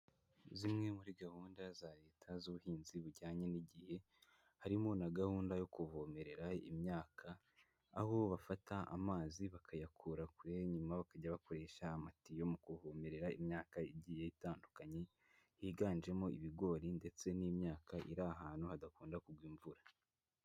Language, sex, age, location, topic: Kinyarwanda, male, 18-24, Huye, agriculture